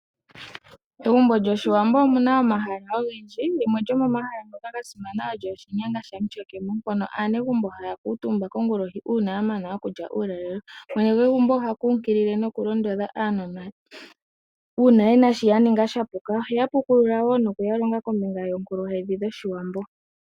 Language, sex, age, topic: Oshiwambo, female, 18-24, finance